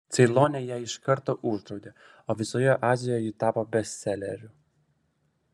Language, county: Lithuanian, Vilnius